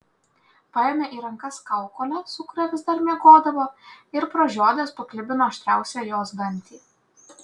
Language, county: Lithuanian, Klaipėda